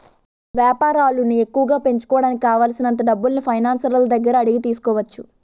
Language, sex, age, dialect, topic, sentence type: Telugu, female, 18-24, Utterandhra, banking, statement